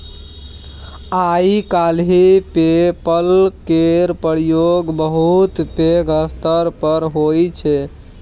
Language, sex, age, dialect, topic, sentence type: Maithili, male, 18-24, Bajjika, banking, statement